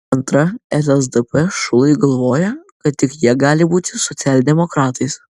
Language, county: Lithuanian, Vilnius